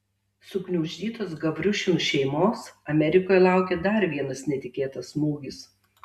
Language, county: Lithuanian, Tauragė